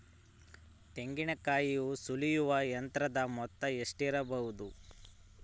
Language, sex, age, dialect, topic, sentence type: Kannada, male, 25-30, Central, agriculture, question